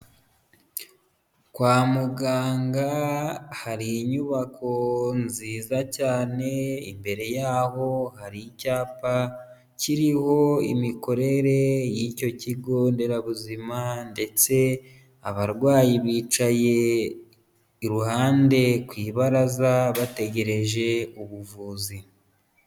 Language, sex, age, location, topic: Kinyarwanda, male, 25-35, Huye, health